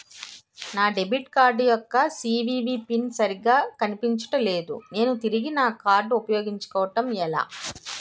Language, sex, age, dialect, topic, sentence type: Telugu, female, 18-24, Utterandhra, banking, question